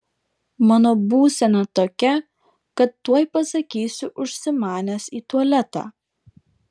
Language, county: Lithuanian, Vilnius